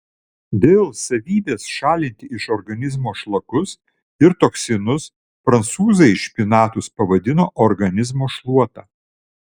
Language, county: Lithuanian, Vilnius